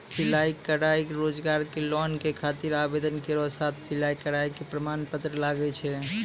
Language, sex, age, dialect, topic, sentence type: Maithili, male, 25-30, Angika, banking, question